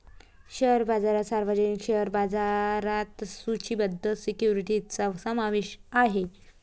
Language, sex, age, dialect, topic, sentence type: Marathi, female, 18-24, Varhadi, banking, statement